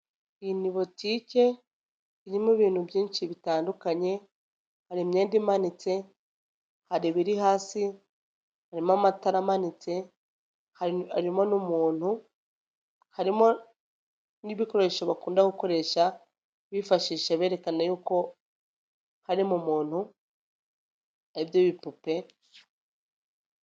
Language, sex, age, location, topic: Kinyarwanda, female, 25-35, Nyagatare, finance